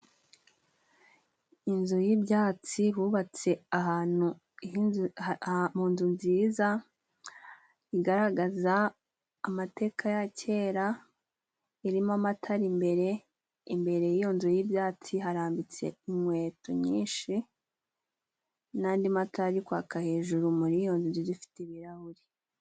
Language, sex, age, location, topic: Kinyarwanda, female, 18-24, Musanze, government